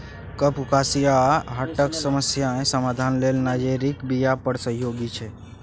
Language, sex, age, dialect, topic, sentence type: Maithili, male, 31-35, Bajjika, agriculture, statement